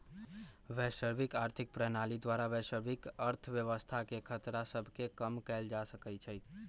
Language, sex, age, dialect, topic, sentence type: Magahi, male, 41-45, Western, banking, statement